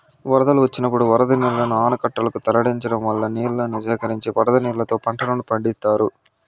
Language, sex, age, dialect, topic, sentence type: Telugu, male, 60-100, Southern, agriculture, statement